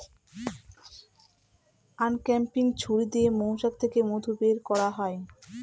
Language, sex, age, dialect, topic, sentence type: Bengali, female, 25-30, Northern/Varendri, agriculture, statement